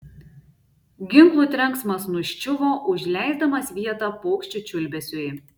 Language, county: Lithuanian, Šiauliai